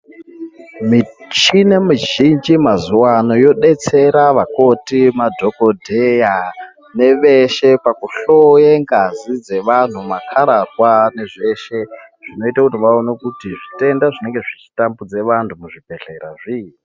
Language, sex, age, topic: Ndau, male, 25-35, health